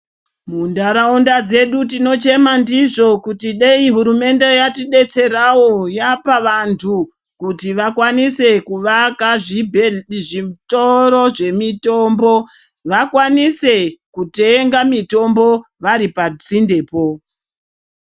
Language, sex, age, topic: Ndau, female, 36-49, health